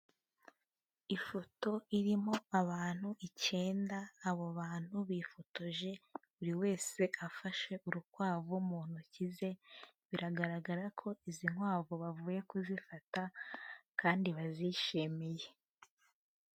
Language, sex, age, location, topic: Kinyarwanda, female, 18-24, Huye, agriculture